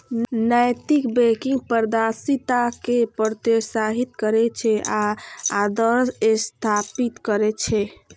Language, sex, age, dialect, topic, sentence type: Maithili, female, 25-30, Eastern / Thethi, banking, statement